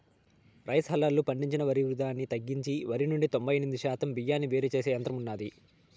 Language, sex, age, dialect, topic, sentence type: Telugu, male, 18-24, Southern, agriculture, statement